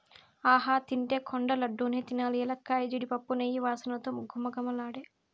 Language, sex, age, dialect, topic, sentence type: Telugu, female, 56-60, Southern, agriculture, statement